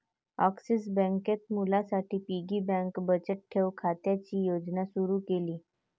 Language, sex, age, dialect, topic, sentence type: Marathi, female, 18-24, Varhadi, banking, statement